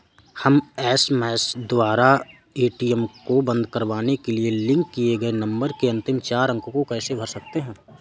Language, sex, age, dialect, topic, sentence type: Hindi, male, 18-24, Awadhi Bundeli, banking, question